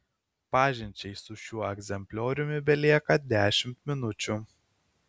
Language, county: Lithuanian, Kaunas